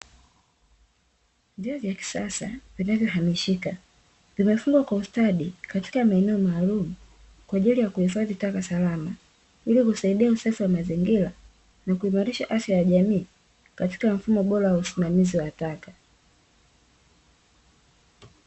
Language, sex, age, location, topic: Swahili, female, 18-24, Dar es Salaam, government